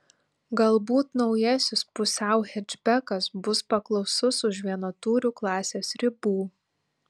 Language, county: Lithuanian, Panevėžys